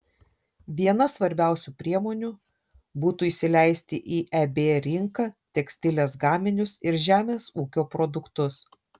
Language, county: Lithuanian, Šiauliai